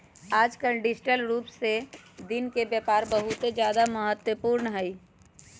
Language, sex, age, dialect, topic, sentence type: Magahi, male, 18-24, Western, banking, statement